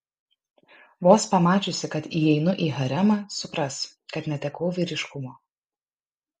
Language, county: Lithuanian, Kaunas